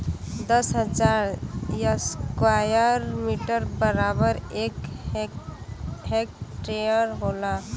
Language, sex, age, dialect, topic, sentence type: Bhojpuri, female, 18-24, Western, agriculture, statement